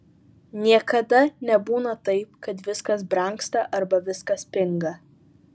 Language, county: Lithuanian, Vilnius